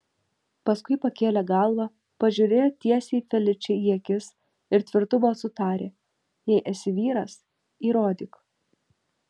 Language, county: Lithuanian, Vilnius